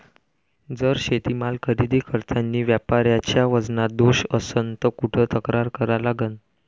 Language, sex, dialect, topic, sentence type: Marathi, male, Varhadi, agriculture, question